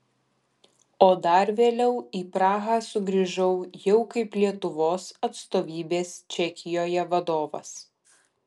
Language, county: Lithuanian, Kaunas